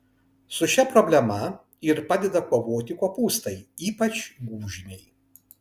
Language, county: Lithuanian, Kaunas